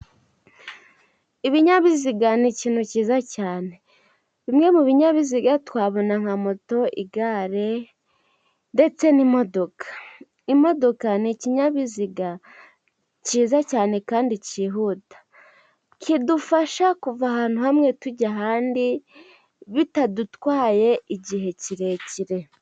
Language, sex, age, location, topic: Kinyarwanda, female, 18-24, Musanze, government